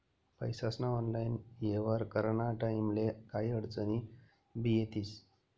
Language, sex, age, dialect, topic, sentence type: Marathi, male, 25-30, Northern Konkan, banking, statement